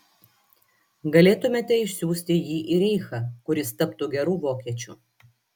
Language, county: Lithuanian, Klaipėda